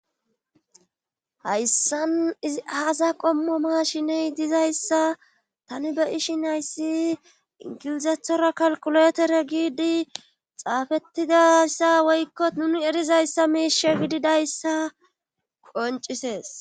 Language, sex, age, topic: Gamo, female, 36-49, government